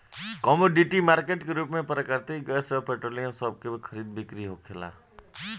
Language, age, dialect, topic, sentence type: Bhojpuri, 18-24, Southern / Standard, banking, statement